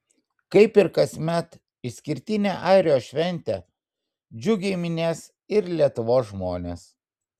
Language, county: Lithuanian, Vilnius